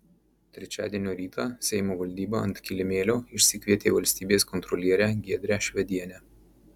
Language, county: Lithuanian, Marijampolė